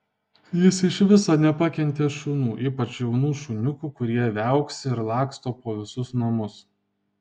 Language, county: Lithuanian, Panevėžys